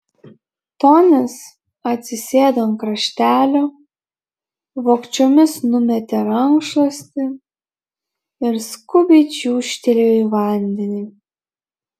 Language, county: Lithuanian, Šiauliai